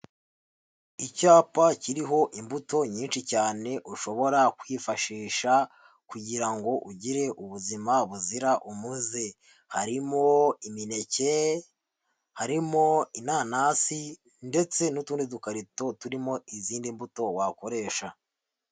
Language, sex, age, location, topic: Kinyarwanda, male, 50+, Huye, health